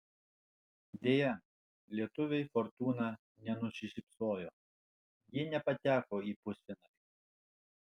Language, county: Lithuanian, Alytus